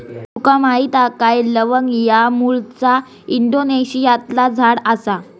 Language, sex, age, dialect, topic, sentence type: Marathi, female, 46-50, Southern Konkan, agriculture, statement